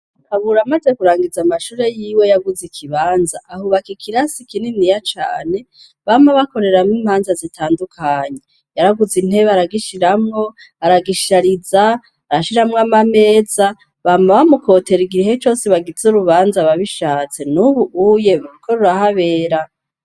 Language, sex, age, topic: Rundi, female, 36-49, education